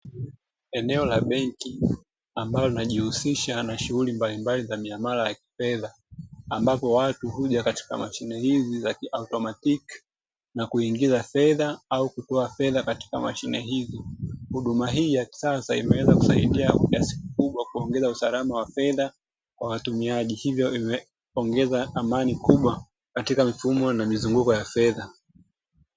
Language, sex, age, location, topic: Swahili, female, 18-24, Dar es Salaam, finance